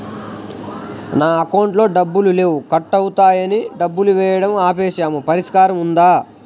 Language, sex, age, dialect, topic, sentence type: Telugu, male, 18-24, Central/Coastal, banking, question